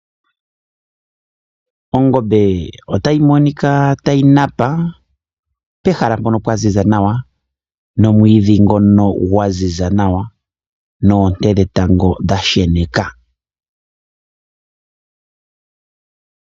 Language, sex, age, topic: Oshiwambo, male, 25-35, agriculture